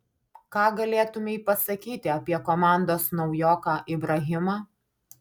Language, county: Lithuanian, Alytus